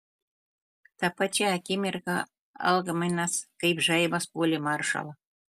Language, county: Lithuanian, Telšiai